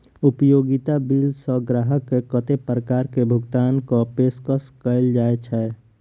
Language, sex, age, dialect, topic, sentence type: Maithili, male, 46-50, Southern/Standard, banking, question